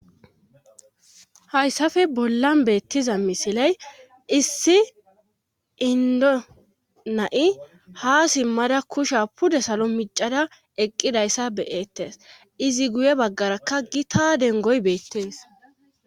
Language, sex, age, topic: Gamo, female, 25-35, government